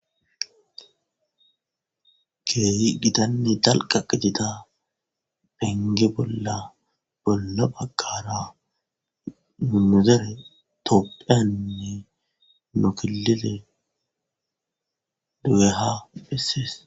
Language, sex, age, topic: Gamo, male, 25-35, government